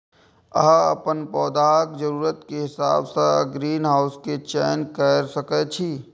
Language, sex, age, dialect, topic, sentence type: Maithili, male, 18-24, Eastern / Thethi, agriculture, statement